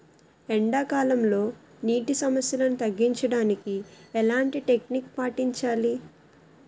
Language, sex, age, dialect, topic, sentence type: Telugu, female, 18-24, Utterandhra, agriculture, question